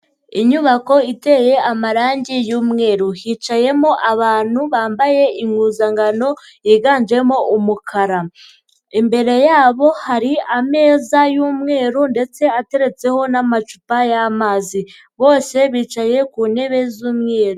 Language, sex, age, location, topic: Kinyarwanda, female, 50+, Nyagatare, education